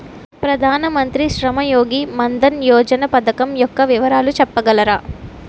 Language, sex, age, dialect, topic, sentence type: Telugu, female, 18-24, Utterandhra, banking, question